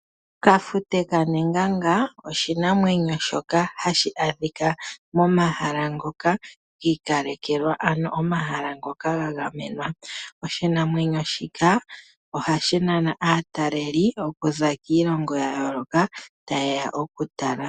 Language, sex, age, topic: Oshiwambo, male, 18-24, agriculture